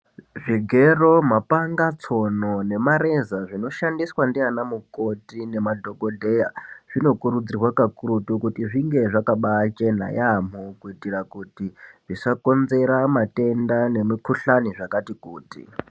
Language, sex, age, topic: Ndau, male, 18-24, health